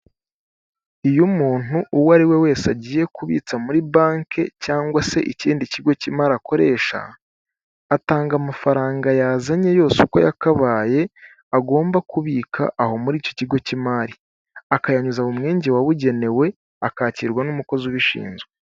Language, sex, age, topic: Kinyarwanda, male, 18-24, finance